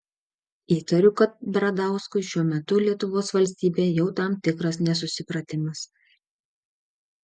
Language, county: Lithuanian, Šiauliai